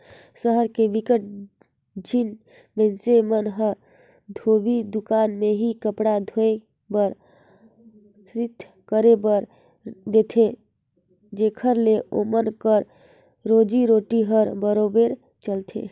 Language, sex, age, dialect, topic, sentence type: Chhattisgarhi, female, 25-30, Northern/Bhandar, banking, statement